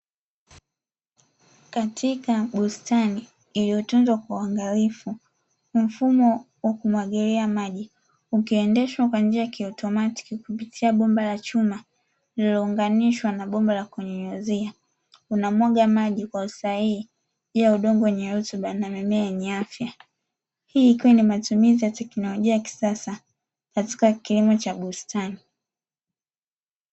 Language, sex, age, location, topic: Swahili, female, 25-35, Dar es Salaam, agriculture